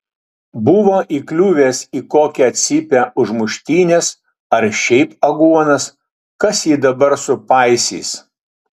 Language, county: Lithuanian, Utena